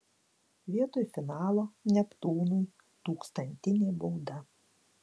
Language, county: Lithuanian, Klaipėda